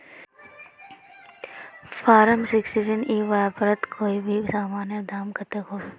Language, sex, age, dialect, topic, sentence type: Magahi, female, 36-40, Northeastern/Surjapuri, agriculture, question